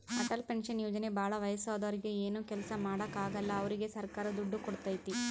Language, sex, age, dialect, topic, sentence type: Kannada, female, 25-30, Central, banking, statement